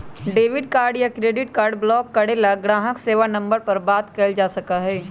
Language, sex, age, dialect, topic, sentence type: Magahi, female, 31-35, Western, banking, statement